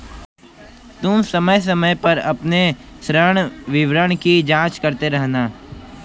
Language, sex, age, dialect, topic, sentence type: Hindi, male, 25-30, Kanauji Braj Bhasha, banking, statement